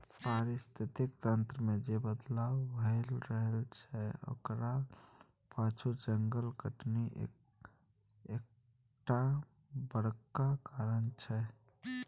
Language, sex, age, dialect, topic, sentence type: Maithili, male, 18-24, Bajjika, agriculture, statement